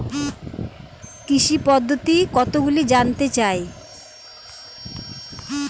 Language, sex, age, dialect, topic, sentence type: Bengali, female, 18-24, Rajbangshi, agriculture, question